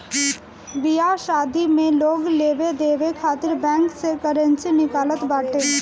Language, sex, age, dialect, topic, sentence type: Bhojpuri, female, 18-24, Northern, banking, statement